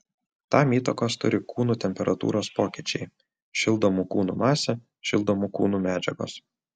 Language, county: Lithuanian, Utena